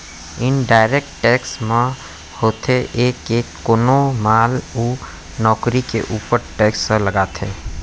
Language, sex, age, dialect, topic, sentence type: Chhattisgarhi, male, 25-30, Central, banking, statement